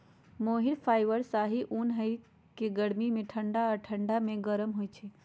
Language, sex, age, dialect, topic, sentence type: Magahi, male, 36-40, Western, agriculture, statement